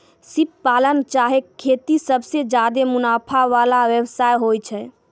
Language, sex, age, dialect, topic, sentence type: Maithili, female, 18-24, Angika, agriculture, statement